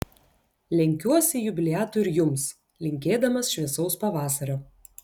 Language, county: Lithuanian, Klaipėda